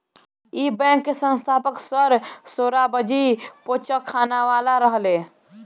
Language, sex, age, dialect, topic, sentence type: Bhojpuri, male, 18-24, Northern, banking, statement